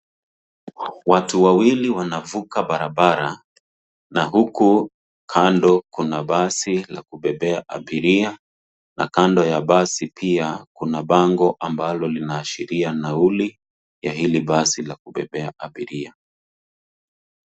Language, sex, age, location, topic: Swahili, male, 36-49, Nairobi, government